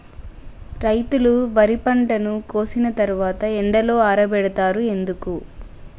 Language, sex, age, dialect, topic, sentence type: Telugu, female, 25-30, Telangana, agriculture, question